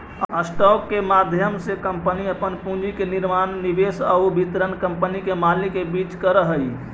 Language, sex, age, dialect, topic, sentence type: Magahi, male, 25-30, Central/Standard, banking, statement